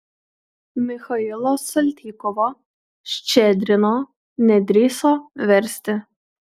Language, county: Lithuanian, Kaunas